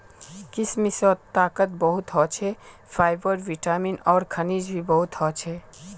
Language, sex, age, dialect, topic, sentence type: Magahi, male, 18-24, Northeastern/Surjapuri, agriculture, statement